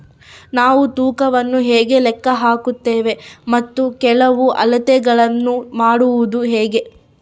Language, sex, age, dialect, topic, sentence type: Kannada, female, 31-35, Central, agriculture, question